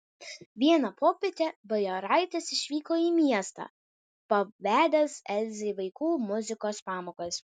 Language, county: Lithuanian, Vilnius